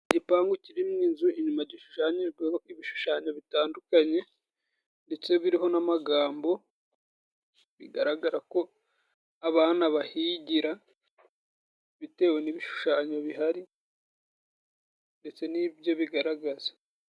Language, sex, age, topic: Kinyarwanda, male, 18-24, government